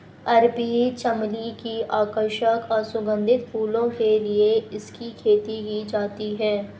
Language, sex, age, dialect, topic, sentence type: Hindi, female, 51-55, Hindustani Malvi Khadi Boli, agriculture, statement